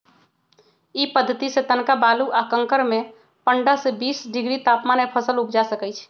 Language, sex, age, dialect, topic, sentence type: Magahi, female, 36-40, Western, agriculture, statement